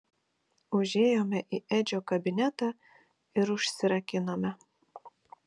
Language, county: Lithuanian, Kaunas